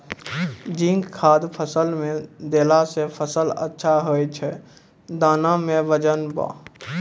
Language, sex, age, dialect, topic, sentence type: Maithili, male, 18-24, Angika, agriculture, question